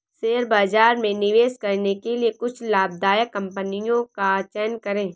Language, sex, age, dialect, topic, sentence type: Hindi, female, 18-24, Awadhi Bundeli, banking, statement